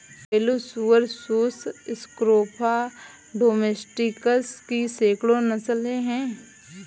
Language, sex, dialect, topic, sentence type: Hindi, female, Kanauji Braj Bhasha, agriculture, statement